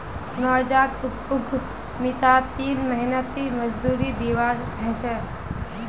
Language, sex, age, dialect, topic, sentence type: Magahi, female, 18-24, Northeastern/Surjapuri, banking, statement